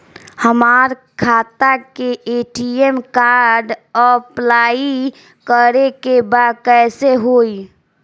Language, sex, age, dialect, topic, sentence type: Bhojpuri, female, 18-24, Southern / Standard, banking, question